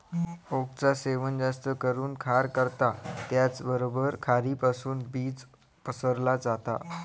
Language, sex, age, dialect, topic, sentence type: Marathi, male, 46-50, Southern Konkan, agriculture, statement